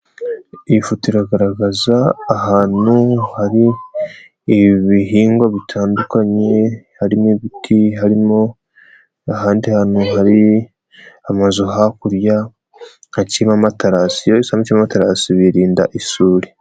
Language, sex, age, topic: Kinyarwanda, male, 18-24, agriculture